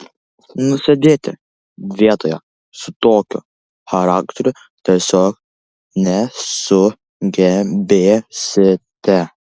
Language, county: Lithuanian, Kaunas